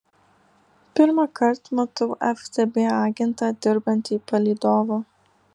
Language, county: Lithuanian, Alytus